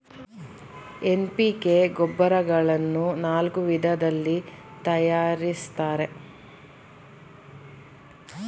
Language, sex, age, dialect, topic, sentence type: Kannada, female, 36-40, Mysore Kannada, agriculture, statement